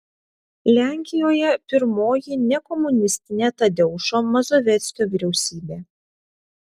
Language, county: Lithuanian, Vilnius